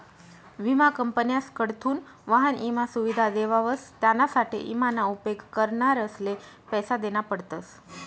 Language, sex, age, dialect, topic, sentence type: Marathi, female, 25-30, Northern Konkan, banking, statement